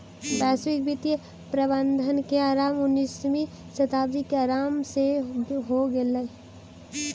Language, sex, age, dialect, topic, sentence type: Magahi, female, 18-24, Central/Standard, banking, statement